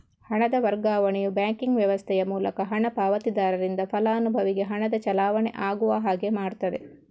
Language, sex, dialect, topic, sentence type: Kannada, female, Coastal/Dakshin, banking, statement